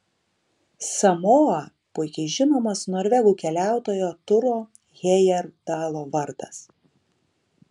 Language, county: Lithuanian, Kaunas